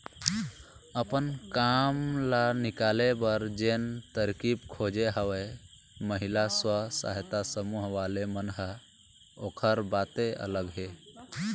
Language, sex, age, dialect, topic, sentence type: Chhattisgarhi, male, 18-24, Eastern, banking, statement